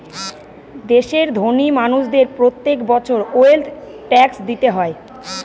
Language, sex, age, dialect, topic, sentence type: Bengali, female, 41-45, Northern/Varendri, banking, statement